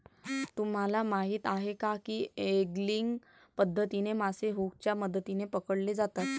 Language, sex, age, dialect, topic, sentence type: Marathi, female, 25-30, Varhadi, agriculture, statement